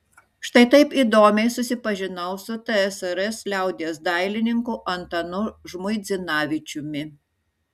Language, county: Lithuanian, Šiauliai